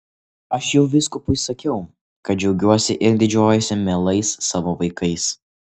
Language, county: Lithuanian, Kaunas